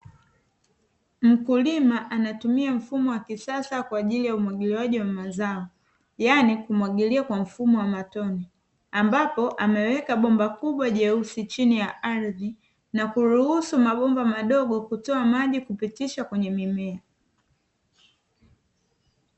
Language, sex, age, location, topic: Swahili, female, 18-24, Dar es Salaam, agriculture